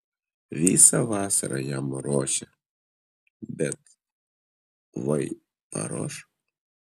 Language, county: Lithuanian, Klaipėda